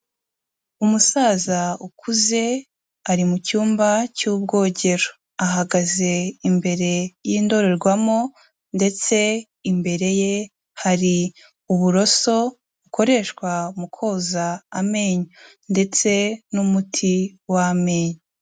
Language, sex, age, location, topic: Kinyarwanda, female, 18-24, Kigali, health